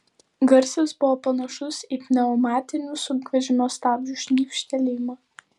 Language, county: Lithuanian, Vilnius